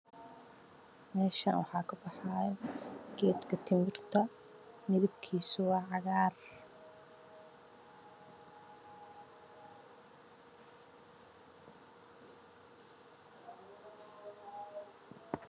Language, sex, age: Somali, female, 25-35